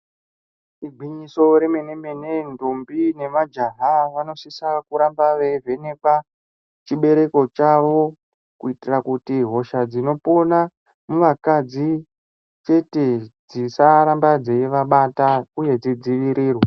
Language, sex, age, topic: Ndau, female, 25-35, health